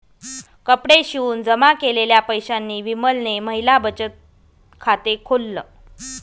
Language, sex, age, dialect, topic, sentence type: Marathi, female, 41-45, Northern Konkan, banking, statement